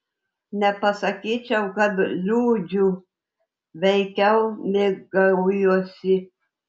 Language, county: Lithuanian, Telšiai